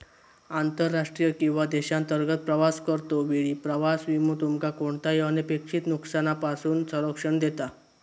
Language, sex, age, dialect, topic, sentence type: Marathi, male, 18-24, Southern Konkan, banking, statement